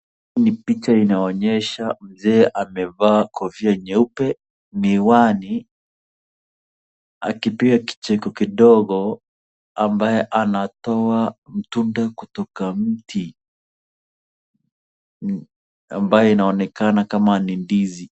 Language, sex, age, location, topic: Swahili, male, 25-35, Wajir, agriculture